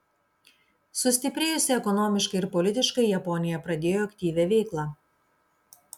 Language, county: Lithuanian, Kaunas